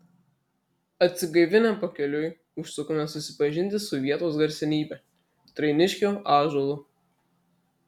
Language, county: Lithuanian, Marijampolė